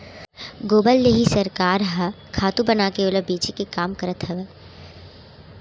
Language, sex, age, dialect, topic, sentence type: Chhattisgarhi, female, 36-40, Central, agriculture, statement